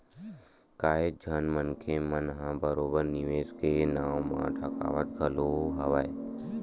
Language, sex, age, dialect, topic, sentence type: Chhattisgarhi, male, 18-24, Western/Budati/Khatahi, banking, statement